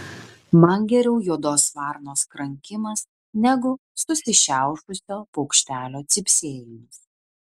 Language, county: Lithuanian, Vilnius